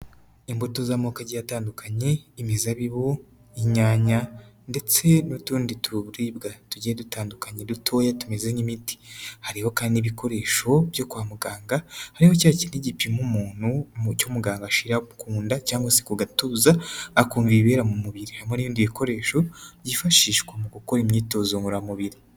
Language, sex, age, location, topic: Kinyarwanda, female, 25-35, Huye, health